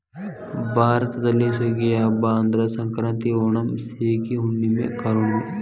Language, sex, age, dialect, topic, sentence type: Kannada, male, 18-24, Dharwad Kannada, agriculture, statement